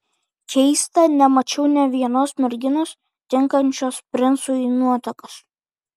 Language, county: Lithuanian, Kaunas